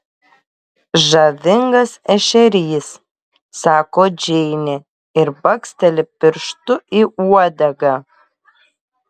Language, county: Lithuanian, Šiauliai